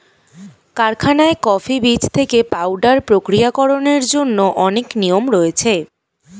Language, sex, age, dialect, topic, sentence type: Bengali, female, <18, Standard Colloquial, agriculture, statement